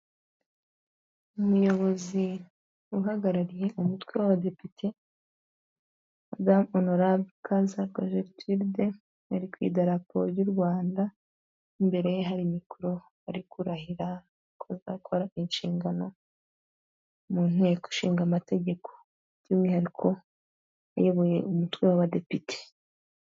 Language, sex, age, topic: Kinyarwanda, female, 18-24, government